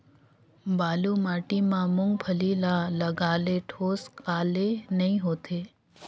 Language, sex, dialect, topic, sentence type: Chhattisgarhi, female, Northern/Bhandar, agriculture, question